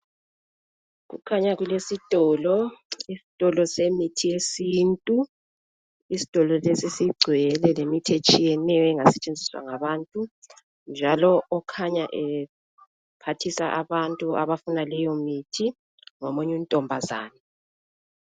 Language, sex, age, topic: North Ndebele, female, 25-35, health